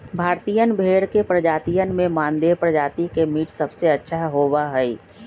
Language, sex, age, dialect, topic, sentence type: Magahi, male, 41-45, Western, agriculture, statement